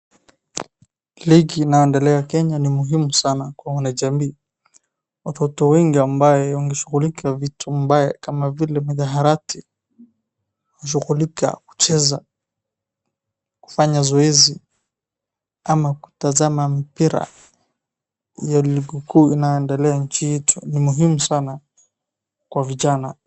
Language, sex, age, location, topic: Swahili, male, 25-35, Wajir, government